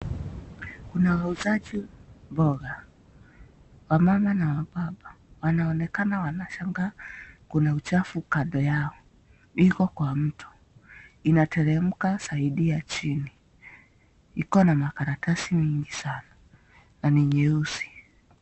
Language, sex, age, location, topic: Swahili, female, 25-35, Nakuru, finance